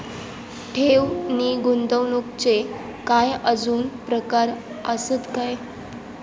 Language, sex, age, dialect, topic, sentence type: Marathi, female, 18-24, Southern Konkan, banking, question